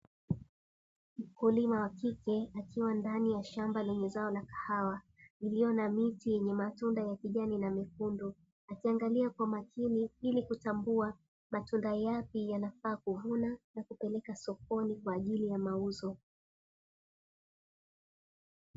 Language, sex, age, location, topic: Swahili, female, 18-24, Dar es Salaam, agriculture